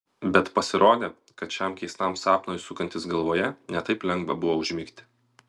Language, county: Lithuanian, Vilnius